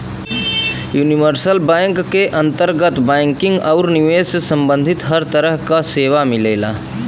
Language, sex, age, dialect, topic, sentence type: Bhojpuri, male, 25-30, Western, banking, statement